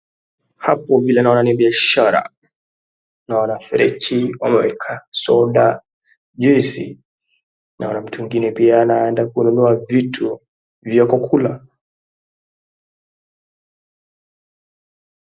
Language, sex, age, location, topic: Swahili, male, 18-24, Wajir, finance